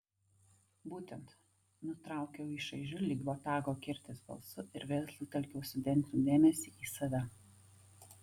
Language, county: Lithuanian, Vilnius